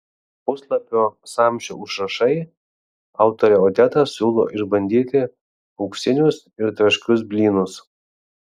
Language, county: Lithuanian, Vilnius